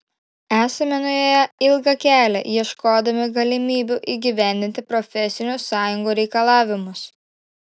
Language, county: Lithuanian, Šiauliai